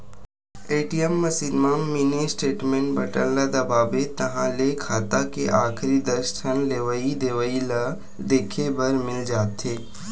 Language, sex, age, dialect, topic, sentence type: Chhattisgarhi, male, 25-30, Western/Budati/Khatahi, banking, statement